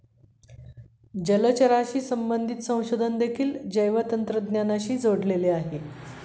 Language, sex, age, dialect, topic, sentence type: Marathi, female, 51-55, Standard Marathi, agriculture, statement